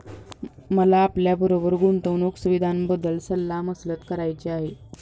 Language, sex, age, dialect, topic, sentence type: Marathi, female, 41-45, Standard Marathi, banking, statement